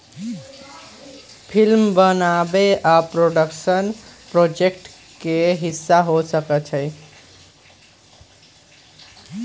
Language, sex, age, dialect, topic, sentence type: Magahi, male, 18-24, Western, banking, statement